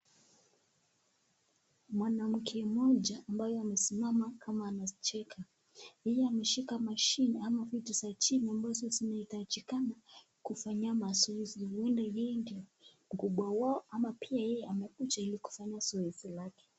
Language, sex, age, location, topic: Swahili, female, 25-35, Nakuru, health